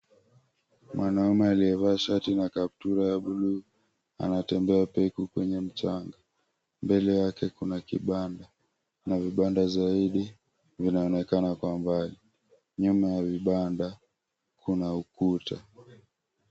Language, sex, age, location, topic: Swahili, male, 18-24, Mombasa, government